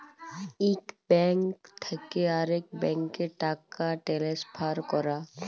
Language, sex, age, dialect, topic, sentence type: Bengali, female, 41-45, Jharkhandi, banking, statement